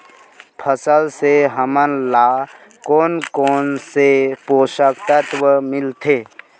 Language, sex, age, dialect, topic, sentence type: Chhattisgarhi, male, 18-24, Western/Budati/Khatahi, agriculture, question